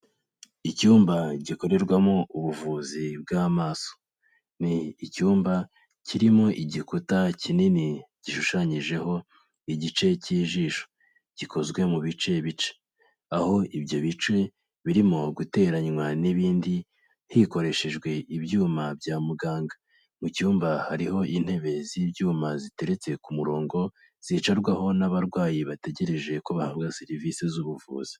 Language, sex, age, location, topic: Kinyarwanda, male, 18-24, Kigali, health